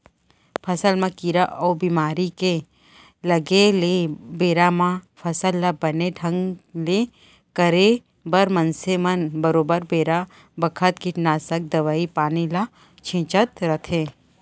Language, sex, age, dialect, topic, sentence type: Chhattisgarhi, female, 25-30, Central, agriculture, statement